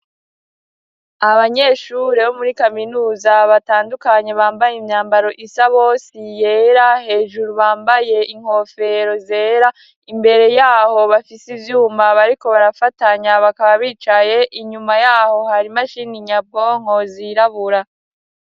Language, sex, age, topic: Rundi, female, 18-24, education